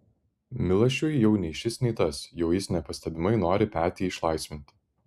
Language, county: Lithuanian, Vilnius